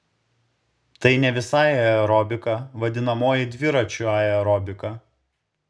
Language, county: Lithuanian, Šiauliai